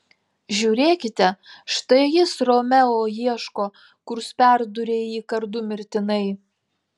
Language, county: Lithuanian, Telšiai